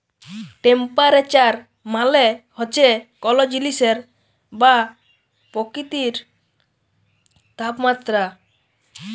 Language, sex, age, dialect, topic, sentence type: Bengali, male, 18-24, Jharkhandi, agriculture, statement